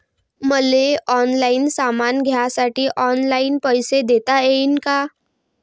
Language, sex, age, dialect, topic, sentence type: Marathi, female, 18-24, Varhadi, banking, question